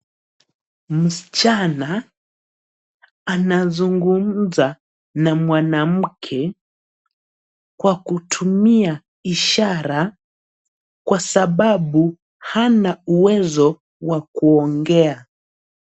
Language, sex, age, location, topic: Swahili, male, 18-24, Nairobi, education